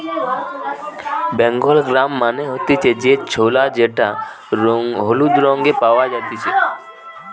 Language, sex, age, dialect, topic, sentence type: Bengali, male, 18-24, Western, agriculture, statement